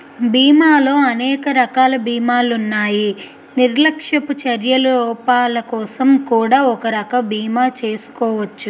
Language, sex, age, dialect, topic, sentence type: Telugu, female, 56-60, Utterandhra, banking, statement